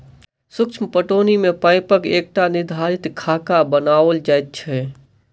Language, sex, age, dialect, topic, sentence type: Maithili, male, 18-24, Southern/Standard, agriculture, statement